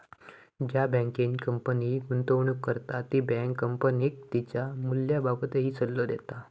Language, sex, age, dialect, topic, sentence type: Marathi, male, 18-24, Southern Konkan, banking, statement